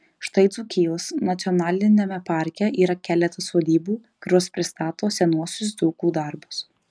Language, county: Lithuanian, Marijampolė